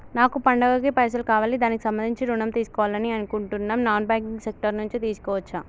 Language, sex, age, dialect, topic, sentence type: Telugu, female, 18-24, Telangana, banking, question